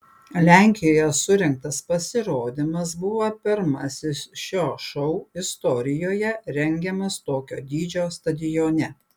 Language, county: Lithuanian, Panevėžys